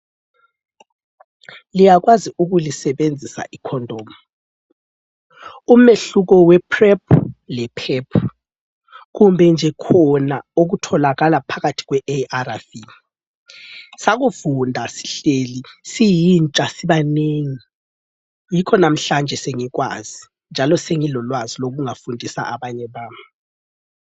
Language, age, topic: North Ndebele, 25-35, health